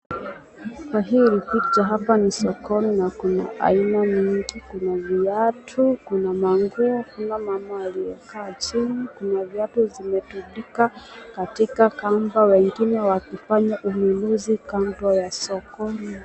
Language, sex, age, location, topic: Swahili, female, 25-35, Nakuru, finance